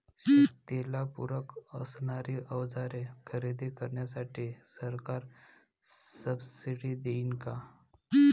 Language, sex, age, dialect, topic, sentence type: Marathi, male, 25-30, Varhadi, agriculture, question